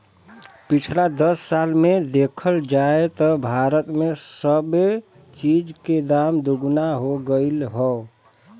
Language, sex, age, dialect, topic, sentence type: Bhojpuri, male, 25-30, Western, agriculture, statement